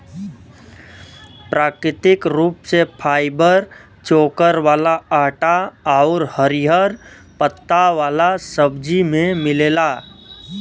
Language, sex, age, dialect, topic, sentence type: Bhojpuri, male, 31-35, Western, agriculture, statement